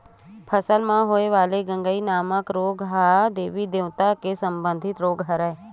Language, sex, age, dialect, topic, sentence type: Chhattisgarhi, female, 31-35, Western/Budati/Khatahi, agriculture, statement